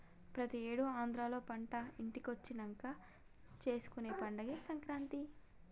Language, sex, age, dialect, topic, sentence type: Telugu, female, 18-24, Telangana, agriculture, statement